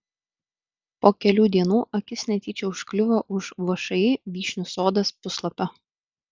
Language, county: Lithuanian, Vilnius